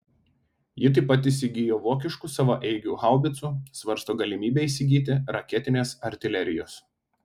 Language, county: Lithuanian, Telšiai